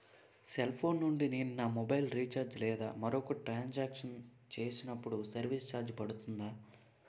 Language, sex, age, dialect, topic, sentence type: Telugu, male, 18-24, Utterandhra, banking, question